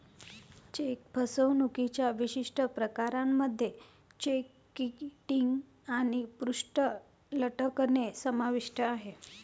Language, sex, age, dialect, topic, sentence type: Marathi, female, 31-35, Varhadi, banking, statement